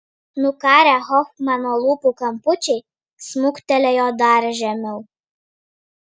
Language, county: Lithuanian, Vilnius